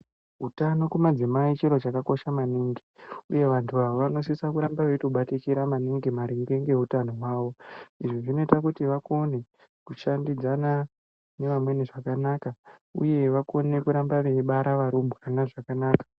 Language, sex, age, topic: Ndau, male, 18-24, health